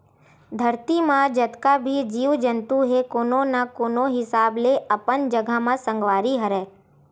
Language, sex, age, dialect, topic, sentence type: Chhattisgarhi, female, 25-30, Western/Budati/Khatahi, agriculture, statement